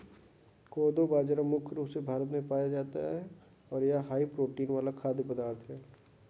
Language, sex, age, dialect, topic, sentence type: Hindi, male, 60-100, Kanauji Braj Bhasha, agriculture, statement